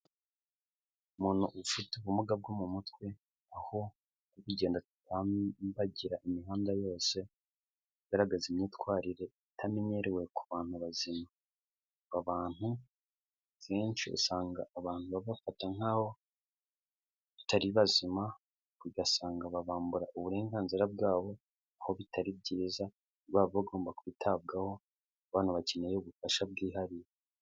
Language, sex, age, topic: Kinyarwanda, male, 18-24, health